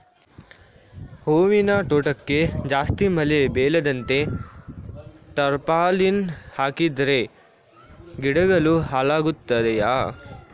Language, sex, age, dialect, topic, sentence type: Kannada, male, 46-50, Coastal/Dakshin, agriculture, question